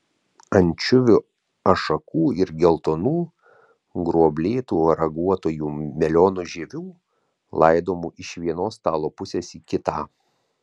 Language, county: Lithuanian, Vilnius